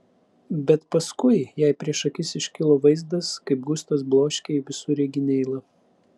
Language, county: Lithuanian, Vilnius